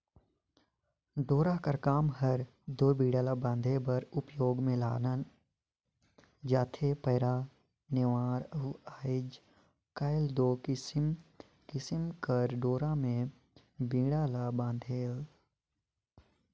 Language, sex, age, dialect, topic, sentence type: Chhattisgarhi, male, 56-60, Northern/Bhandar, agriculture, statement